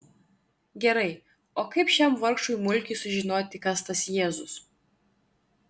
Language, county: Lithuanian, Klaipėda